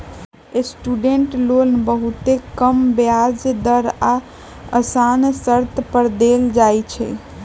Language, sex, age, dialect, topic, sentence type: Magahi, female, 18-24, Western, banking, statement